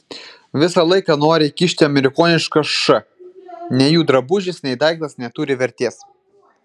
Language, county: Lithuanian, Vilnius